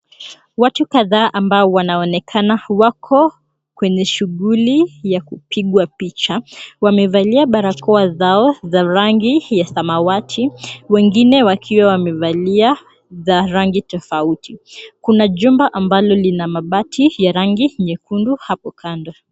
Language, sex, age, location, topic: Swahili, female, 18-24, Mombasa, health